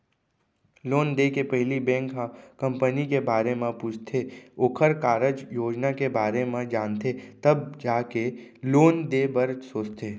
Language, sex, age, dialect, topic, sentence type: Chhattisgarhi, male, 25-30, Central, banking, statement